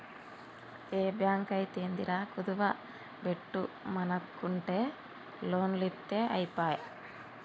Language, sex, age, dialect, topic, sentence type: Telugu, female, 18-24, Telangana, banking, statement